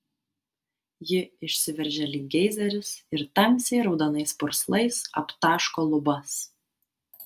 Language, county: Lithuanian, Vilnius